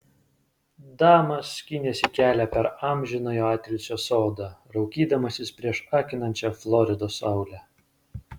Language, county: Lithuanian, Vilnius